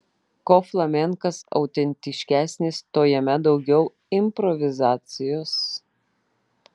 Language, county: Lithuanian, Vilnius